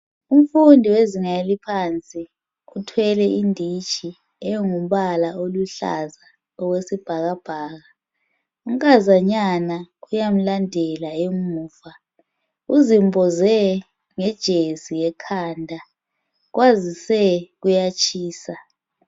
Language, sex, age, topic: North Ndebele, female, 25-35, education